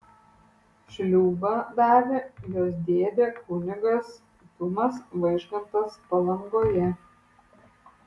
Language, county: Lithuanian, Vilnius